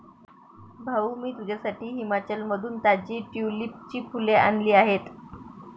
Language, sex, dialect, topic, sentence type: Marathi, female, Varhadi, agriculture, statement